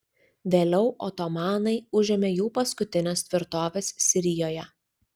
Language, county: Lithuanian, Vilnius